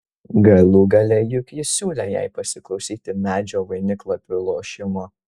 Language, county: Lithuanian, Kaunas